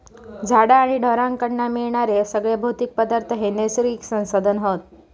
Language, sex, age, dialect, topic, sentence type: Marathi, female, 25-30, Southern Konkan, agriculture, statement